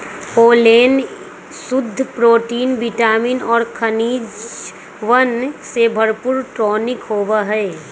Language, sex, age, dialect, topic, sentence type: Magahi, female, 25-30, Western, agriculture, statement